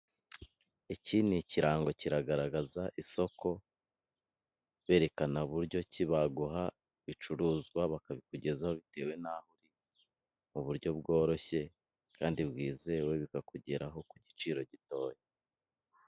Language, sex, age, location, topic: Kinyarwanda, male, 25-35, Kigali, finance